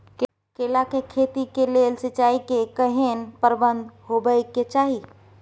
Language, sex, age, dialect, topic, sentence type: Maithili, female, 25-30, Bajjika, agriculture, question